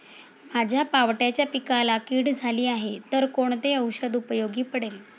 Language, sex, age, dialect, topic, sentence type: Marathi, female, 46-50, Standard Marathi, agriculture, question